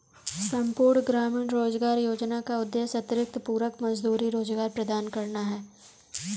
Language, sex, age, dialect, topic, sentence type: Hindi, female, 18-24, Kanauji Braj Bhasha, banking, statement